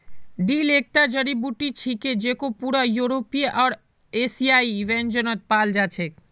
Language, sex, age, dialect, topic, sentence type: Magahi, male, 18-24, Northeastern/Surjapuri, agriculture, statement